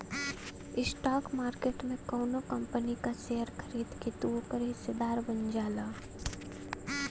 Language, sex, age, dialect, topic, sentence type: Bhojpuri, female, 18-24, Western, banking, statement